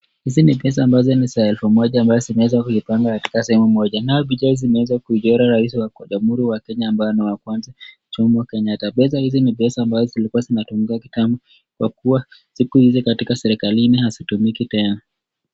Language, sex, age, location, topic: Swahili, male, 25-35, Nakuru, finance